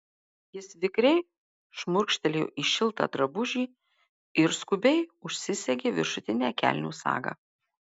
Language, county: Lithuanian, Marijampolė